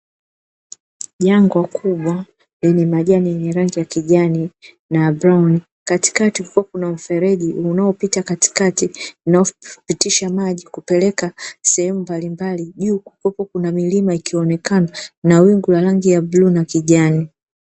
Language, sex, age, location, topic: Swahili, female, 36-49, Dar es Salaam, agriculture